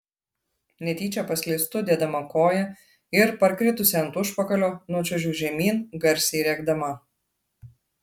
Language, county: Lithuanian, Klaipėda